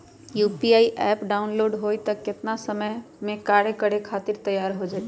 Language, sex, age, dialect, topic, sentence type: Magahi, female, 18-24, Western, banking, question